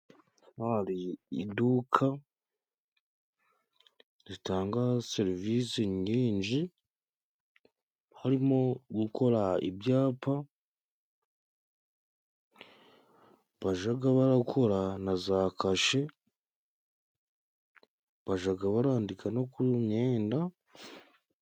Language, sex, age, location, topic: Kinyarwanda, male, 18-24, Musanze, finance